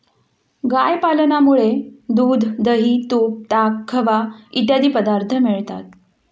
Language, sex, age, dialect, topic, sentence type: Marathi, female, 41-45, Standard Marathi, agriculture, statement